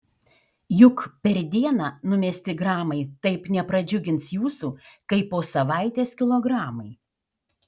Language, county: Lithuanian, Šiauliai